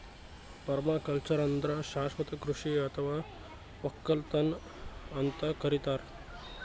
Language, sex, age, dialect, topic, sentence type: Kannada, male, 18-24, Northeastern, agriculture, statement